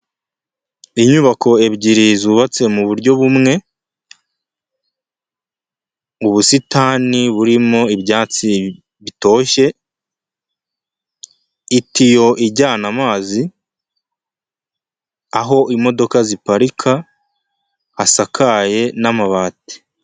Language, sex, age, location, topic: Kinyarwanda, male, 25-35, Huye, government